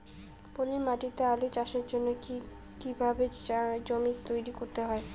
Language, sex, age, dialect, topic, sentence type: Bengali, female, 18-24, Rajbangshi, agriculture, question